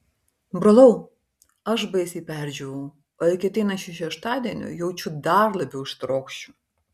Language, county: Lithuanian, Vilnius